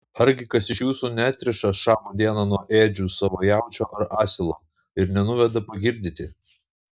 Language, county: Lithuanian, Utena